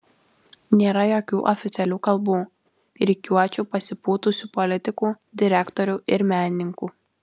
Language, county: Lithuanian, Alytus